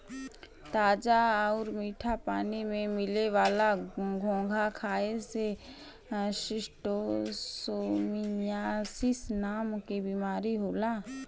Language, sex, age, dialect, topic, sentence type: Bhojpuri, female, 25-30, Western, agriculture, statement